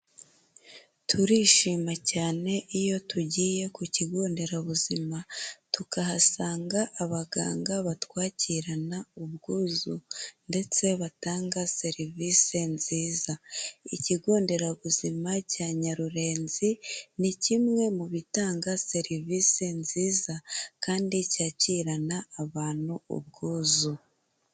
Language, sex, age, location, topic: Kinyarwanda, female, 18-24, Kigali, health